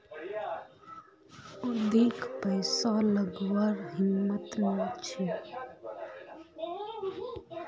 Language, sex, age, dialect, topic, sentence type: Magahi, female, 25-30, Northeastern/Surjapuri, banking, statement